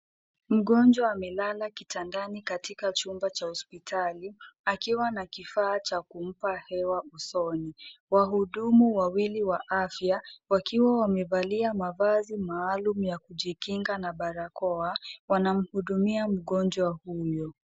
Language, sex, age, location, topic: Swahili, female, 18-24, Nairobi, health